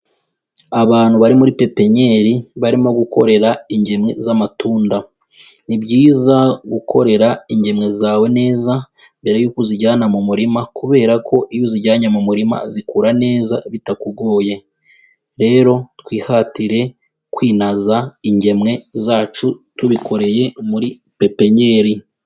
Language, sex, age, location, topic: Kinyarwanda, female, 25-35, Kigali, agriculture